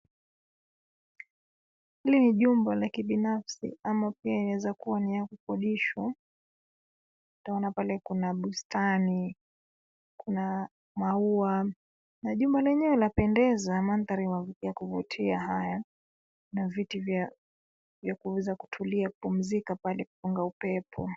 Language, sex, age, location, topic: Swahili, female, 25-35, Nairobi, finance